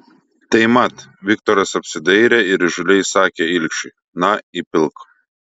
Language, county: Lithuanian, Šiauliai